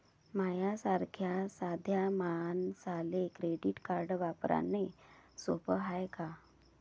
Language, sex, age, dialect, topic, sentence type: Marathi, female, 56-60, Varhadi, banking, question